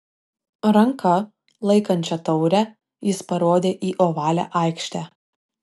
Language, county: Lithuanian, Šiauliai